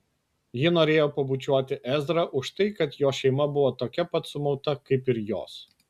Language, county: Lithuanian, Kaunas